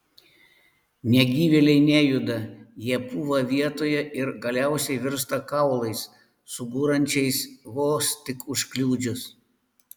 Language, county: Lithuanian, Panevėžys